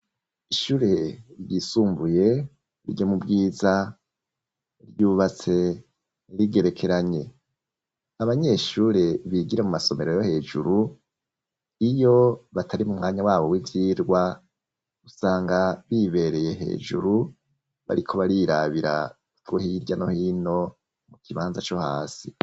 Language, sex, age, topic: Rundi, male, 36-49, education